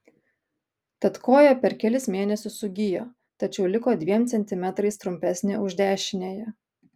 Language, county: Lithuanian, Kaunas